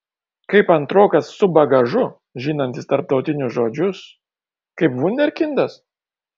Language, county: Lithuanian, Kaunas